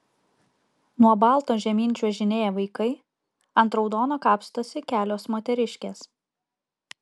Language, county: Lithuanian, Kaunas